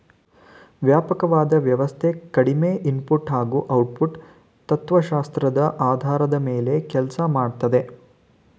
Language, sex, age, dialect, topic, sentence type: Kannada, male, 18-24, Mysore Kannada, agriculture, statement